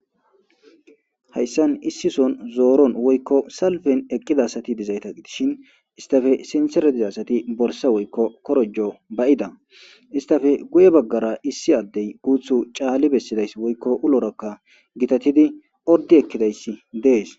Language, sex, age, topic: Gamo, male, 25-35, government